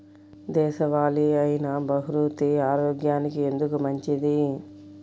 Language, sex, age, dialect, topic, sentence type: Telugu, female, 56-60, Central/Coastal, agriculture, question